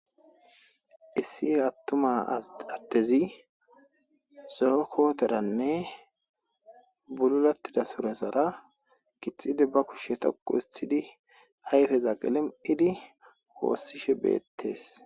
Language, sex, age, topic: Gamo, female, 18-24, agriculture